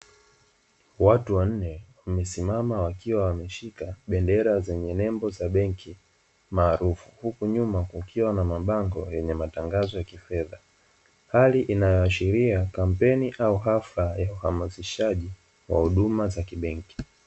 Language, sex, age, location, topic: Swahili, male, 25-35, Dar es Salaam, finance